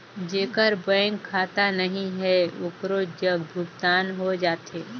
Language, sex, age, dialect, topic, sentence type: Chhattisgarhi, female, 18-24, Northern/Bhandar, banking, question